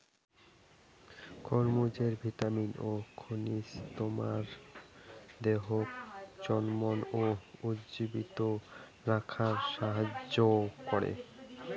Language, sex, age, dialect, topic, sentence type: Bengali, male, 18-24, Rajbangshi, agriculture, statement